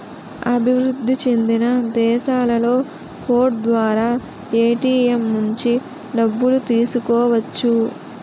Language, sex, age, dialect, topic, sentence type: Telugu, female, 18-24, Utterandhra, banking, statement